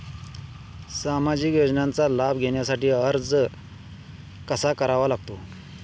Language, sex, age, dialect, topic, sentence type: Marathi, male, 18-24, Standard Marathi, banking, question